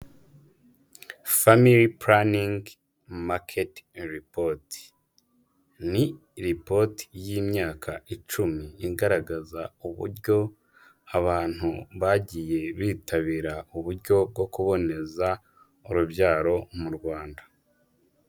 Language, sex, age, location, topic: Kinyarwanda, male, 25-35, Huye, health